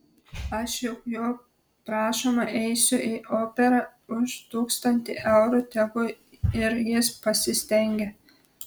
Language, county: Lithuanian, Telšiai